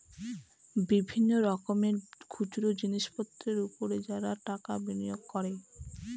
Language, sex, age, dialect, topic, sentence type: Bengali, female, 25-30, Northern/Varendri, banking, statement